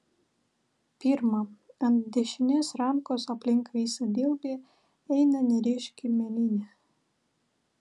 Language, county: Lithuanian, Vilnius